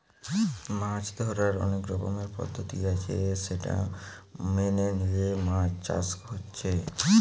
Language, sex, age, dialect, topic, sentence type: Bengali, male, <18, Western, agriculture, statement